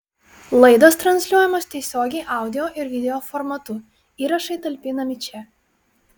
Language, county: Lithuanian, Vilnius